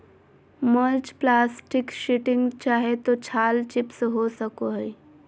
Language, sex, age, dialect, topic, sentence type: Magahi, male, 18-24, Southern, agriculture, statement